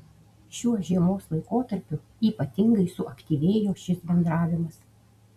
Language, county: Lithuanian, Utena